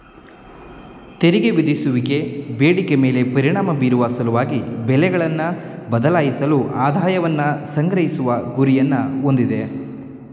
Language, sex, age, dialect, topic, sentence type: Kannada, male, 18-24, Mysore Kannada, banking, statement